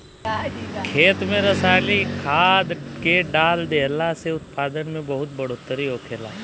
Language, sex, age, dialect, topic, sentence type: Bhojpuri, male, 18-24, Southern / Standard, agriculture, statement